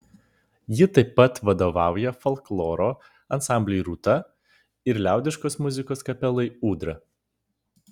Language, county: Lithuanian, Vilnius